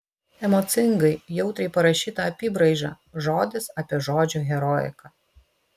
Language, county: Lithuanian, Vilnius